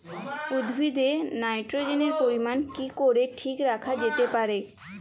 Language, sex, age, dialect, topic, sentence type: Bengali, female, 18-24, Jharkhandi, agriculture, question